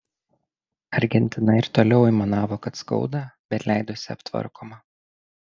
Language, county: Lithuanian, Šiauliai